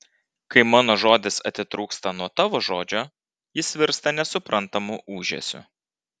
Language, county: Lithuanian, Vilnius